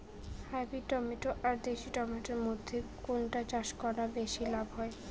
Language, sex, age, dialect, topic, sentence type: Bengali, female, 31-35, Rajbangshi, agriculture, question